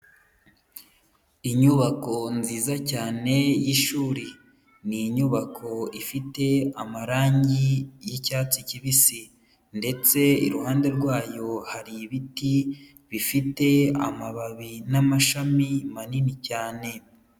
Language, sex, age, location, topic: Kinyarwanda, male, 25-35, Huye, education